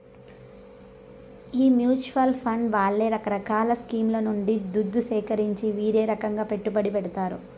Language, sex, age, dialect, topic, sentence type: Telugu, male, 31-35, Southern, banking, statement